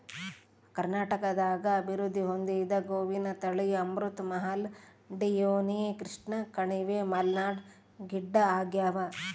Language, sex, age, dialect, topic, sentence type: Kannada, female, 36-40, Central, agriculture, statement